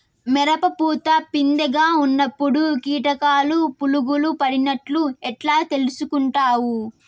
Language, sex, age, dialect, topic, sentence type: Telugu, female, 18-24, Southern, agriculture, question